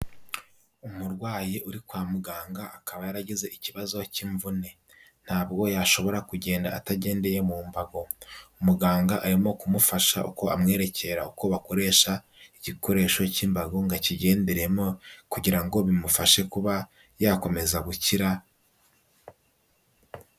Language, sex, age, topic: Kinyarwanda, male, 18-24, health